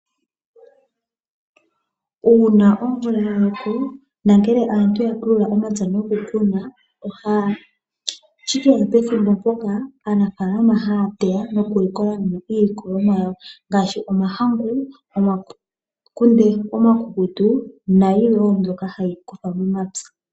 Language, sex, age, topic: Oshiwambo, female, 18-24, agriculture